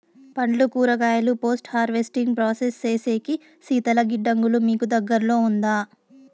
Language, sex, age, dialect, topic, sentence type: Telugu, female, 46-50, Southern, agriculture, question